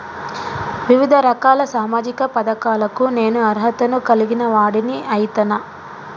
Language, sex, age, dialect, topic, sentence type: Telugu, female, 25-30, Telangana, banking, question